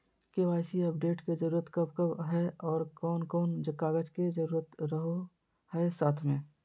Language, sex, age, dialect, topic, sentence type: Magahi, male, 36-40, Southern, banking, question